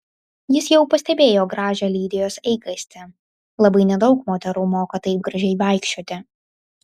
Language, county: Lithuanian, Vilnius